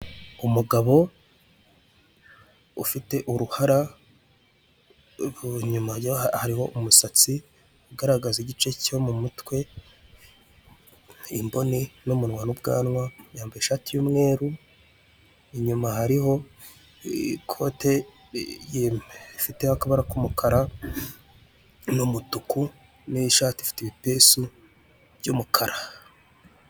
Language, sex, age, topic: Kinyarwanda, male, 25-35, government